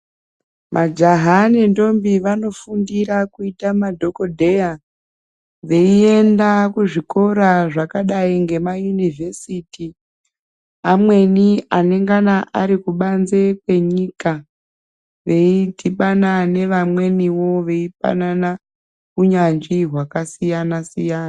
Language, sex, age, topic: Ndau, female, 36-49, health